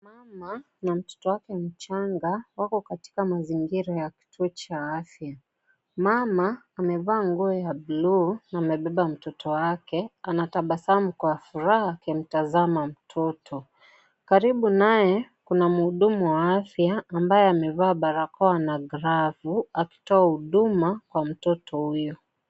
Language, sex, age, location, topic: Swahili, female, 25-35, Kisii, health